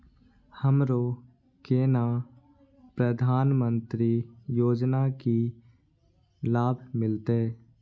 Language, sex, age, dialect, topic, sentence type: Maithili, male, 18-24, Eastern / Thethi, banking, question